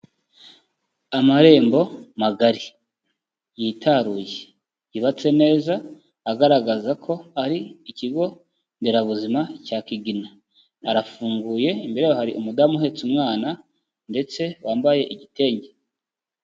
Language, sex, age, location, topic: Kinyarwanda, male, 25-35, Kigali, health